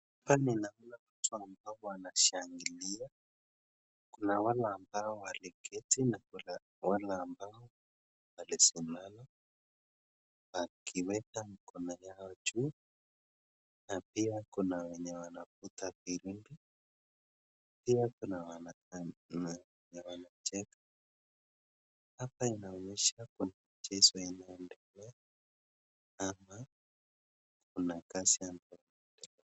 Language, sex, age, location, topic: Swahili, male, 25-35, Nakuru, government